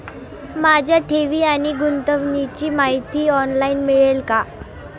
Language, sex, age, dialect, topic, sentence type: Marathi, female, 18-24, Standard Marathi, banking, question